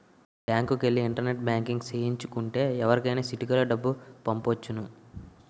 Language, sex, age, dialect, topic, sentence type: Telugu, male, 18-24, Utterandhra, banking, statement